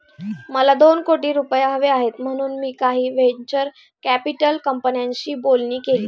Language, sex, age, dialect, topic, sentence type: Marathi, female, 18-24, Standard Marathi, banking, statement